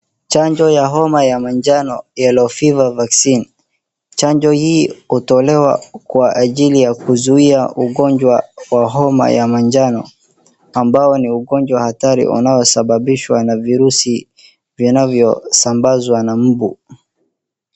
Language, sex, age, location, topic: Swahili, male, 36-49, Wajir, health